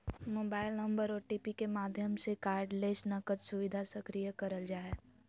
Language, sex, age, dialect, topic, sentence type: Magahi, female, 25-30, Southern, banking, statement